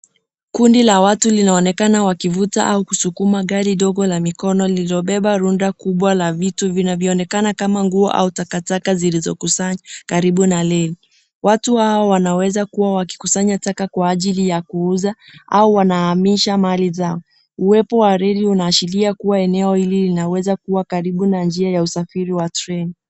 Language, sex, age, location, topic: Swahili, female, 18-24, Nairobi, government